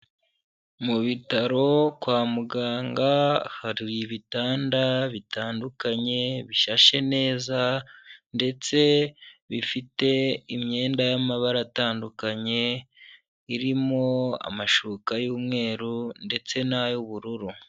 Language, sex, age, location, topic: Kinyarwanda, male, 25-35, Huye, health